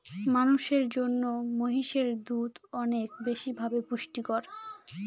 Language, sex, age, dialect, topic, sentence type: Bengali, female, 18-24, Northern/Varendri, agriculture, statement